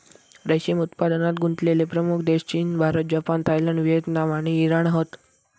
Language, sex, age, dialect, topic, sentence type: Marathi, male, 18-24, Southern Konkan, agriculture, statement